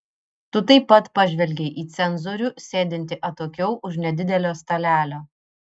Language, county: Lithuanian, Vilnius